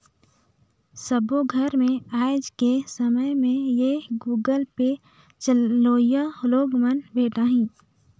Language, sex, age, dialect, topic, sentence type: Chhattisgarhi, female, 18-24, Northern/Bhandar, banking, statement